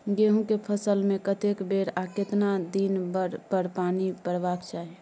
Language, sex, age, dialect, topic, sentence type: Maithili, female, 18-24, Bajjika, agriculture, question